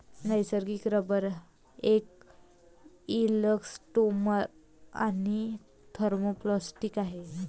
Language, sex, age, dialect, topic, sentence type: Marathi, female, 25-30, Varhadi, agriculture, statement